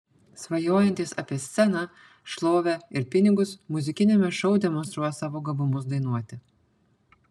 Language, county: Lithuanian, Panevėžys